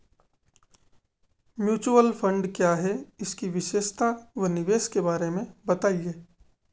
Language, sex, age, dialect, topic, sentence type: Hindi, male, 18-24, Marwari Dhudhari, banking, question